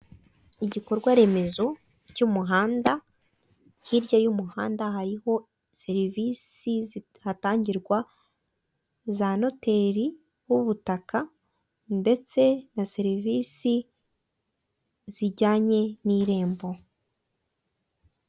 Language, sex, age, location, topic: Kinyarwanda, female, 18-24, Kigali, government